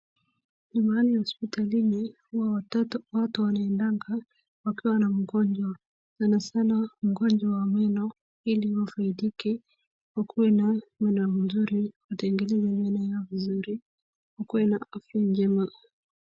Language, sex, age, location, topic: Swahili, female, 25-35, Wajir, health